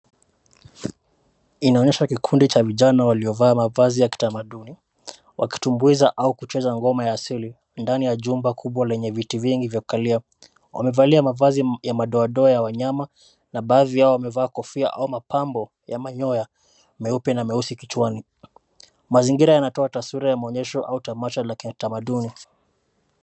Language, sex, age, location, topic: Swahili, male, 25-35, Nairobi, government